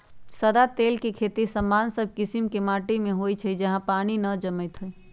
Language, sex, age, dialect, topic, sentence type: Magahi, female, 46-50, Western, agriculture, statement